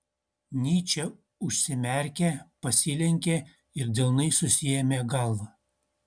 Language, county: Lithuanian, Utena